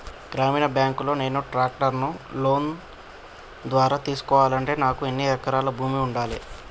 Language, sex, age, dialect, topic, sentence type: Telugu, male, 18-24, Telangana, agriculture, question